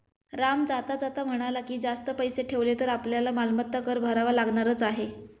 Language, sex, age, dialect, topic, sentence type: Marathi, female, 25-30, Standard Marathi, banking, statement